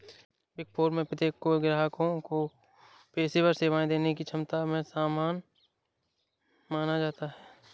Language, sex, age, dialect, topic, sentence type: Hindi, male, 18-24, Awadhi Bundeli, banking, statement